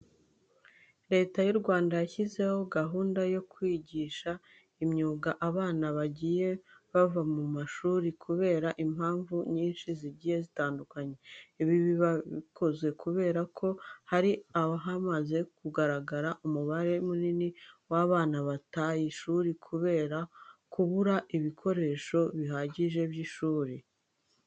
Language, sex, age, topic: Kinyarwanda, female, 25-35, education